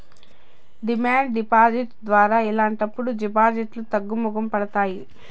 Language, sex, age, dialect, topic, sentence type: Telugu, female, 31-35, Southern, banking, statement